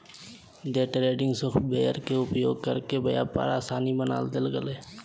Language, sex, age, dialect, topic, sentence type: Magahi, male, 18-24, Southern, banking, statement